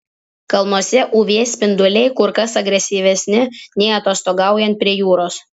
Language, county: Lithuanian, Vilnius